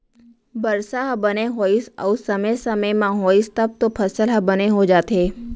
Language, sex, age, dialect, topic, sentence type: Chhattisgarhi, female, 18-24, Central, agriculture, statement